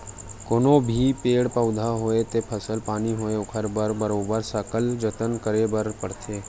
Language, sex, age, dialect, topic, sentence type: Chhattisgarhi, male, 25-30, Western/Budati/Khatahi, agriculture, statement